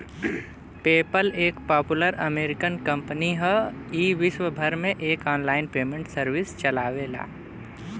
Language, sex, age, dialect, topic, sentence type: Bhojpuri, male, 18-24, Western, banking, statement